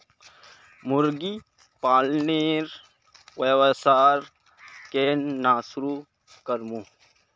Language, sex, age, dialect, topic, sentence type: Magahi, male, 51-55, Northeastern/Surjapuri, agriculture, statement